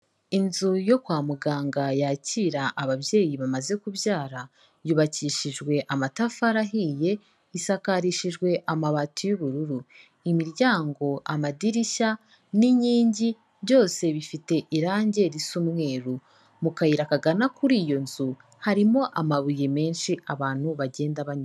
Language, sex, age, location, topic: Kinyarwanda, female, 18-24, Kigali, health